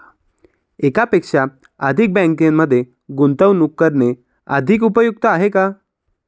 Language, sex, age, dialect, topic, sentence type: Marathi, male, 25-30, Standard Marathi, banking, question